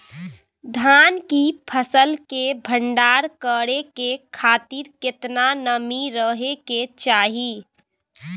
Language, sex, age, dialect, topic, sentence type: Maithili, female, 25-30, Bajjika, agriculture, question